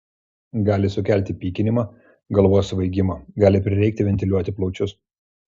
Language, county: Lithuanian, Klaipėda